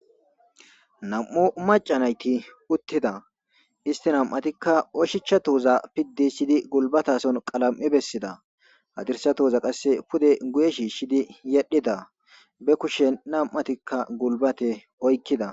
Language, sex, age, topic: Gamo, male, 18-24, government